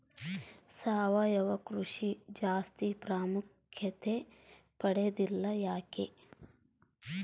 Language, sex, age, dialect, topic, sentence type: Kannada, female, 25-30, Central, agriculture, question